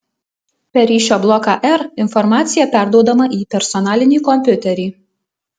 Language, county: Lithuanian, Alytus